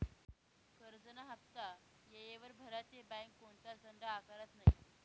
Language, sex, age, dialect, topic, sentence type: Marathi, female, 18-24, Northern Konkan, banking, statement